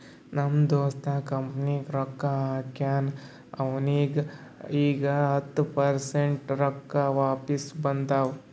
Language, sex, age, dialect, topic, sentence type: Kannada, male, 18-24, Northeastern, banking, statement